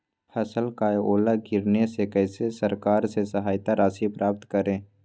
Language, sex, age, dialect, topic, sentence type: Magahi, male, 18-24, Western, agriculture, question